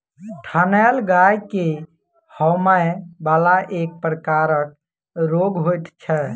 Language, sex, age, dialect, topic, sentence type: Maithili, male, 18-24, Southern/Standard, agriculture, statement